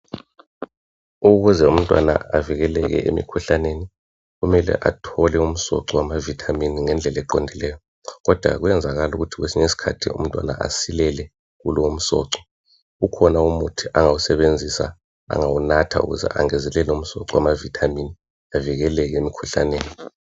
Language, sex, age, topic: North Ndebele, male, 36-49, health